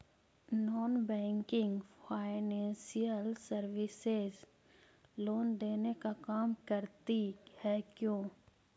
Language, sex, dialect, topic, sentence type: Magahi, female, Central/Standard, banking, question